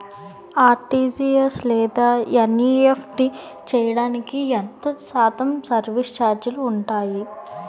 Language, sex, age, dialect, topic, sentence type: Telugu, female, 18-24, Utterandhra, banking, question